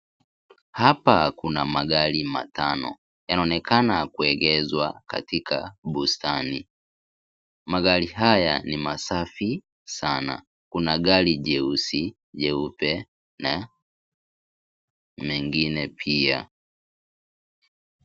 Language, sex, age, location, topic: Swahili, male, 18-24, Kisii, finance